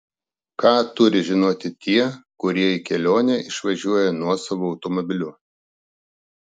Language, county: Lithuanian, Klaipėda